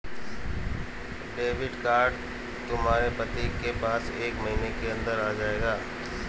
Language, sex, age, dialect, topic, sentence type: Hindi, male, 41-45, Marwari Dhudhari, banking, statement